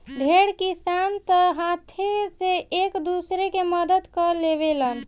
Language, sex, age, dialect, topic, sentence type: Bhojpuri, female, 18-24, Northern, agriculture, statement